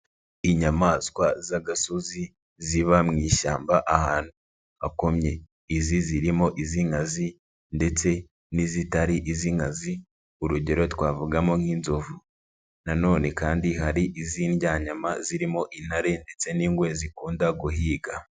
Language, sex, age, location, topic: Kinyarwanda, male, 36-49, Nyagatare, agriculture